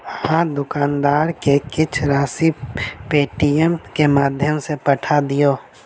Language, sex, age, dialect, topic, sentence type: Maithili, male, 18-24, Southern/Standard, banking, statement